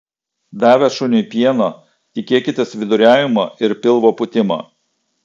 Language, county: Lithuanian, Klaipėda